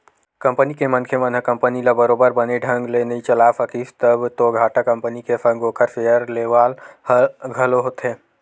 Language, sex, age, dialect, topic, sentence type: Chhattisgarhi, male, 18-24, Western/Budati/Khatahi, banking, statement